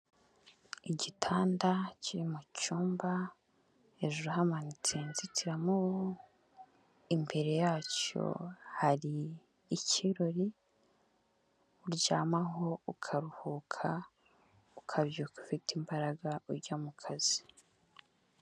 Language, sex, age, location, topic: Kinyarwanda, female, 18-24, Nyagatare, finance